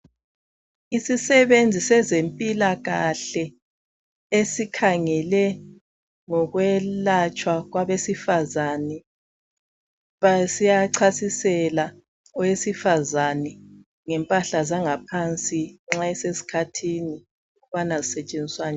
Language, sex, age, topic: North Ndebele, female, 36-49, health